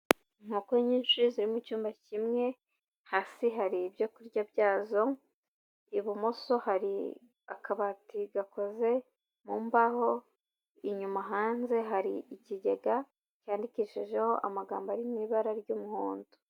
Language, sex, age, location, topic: Kinyarwanda, female, 25-35, Nyagatare, agriculture